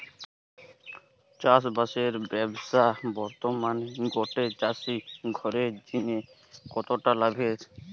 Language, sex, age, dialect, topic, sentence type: Bengali, male, 18-24, Western, agriculture, statement